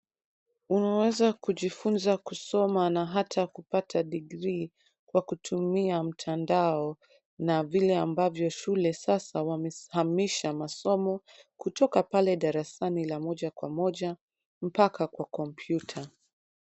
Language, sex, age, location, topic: Swahili, female, 25-35, Nairobi, education